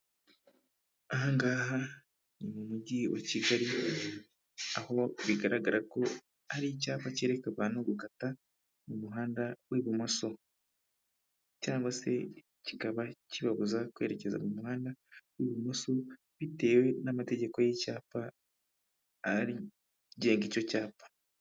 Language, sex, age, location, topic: Kinyarwanda, male, 25-35, Kigali, government